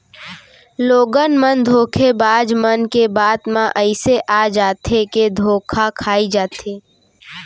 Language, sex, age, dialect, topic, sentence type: Chhattisgarhi, female, 18-24, Central, banking, statement